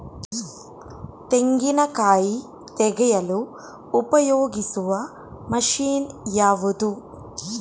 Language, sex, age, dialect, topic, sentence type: Kannada, female, 18-24, Coastal/Dakshin, agriculture, question